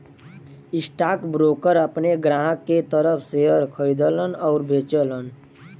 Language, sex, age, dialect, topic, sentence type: Bhojpuri, male, 18-24, Western, banking, statement